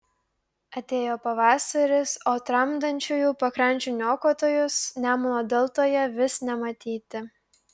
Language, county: Lithuanian, Klaipėda